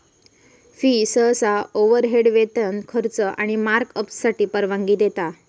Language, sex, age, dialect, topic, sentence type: Marathi, female, 25-30, Southern Konkan, banking, statement